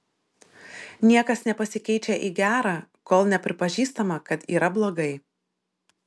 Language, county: Lithuanian, Šiauliai